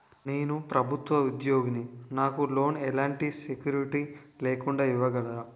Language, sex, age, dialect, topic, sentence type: Telugu, male, 18-24, Utterandhra, banking, question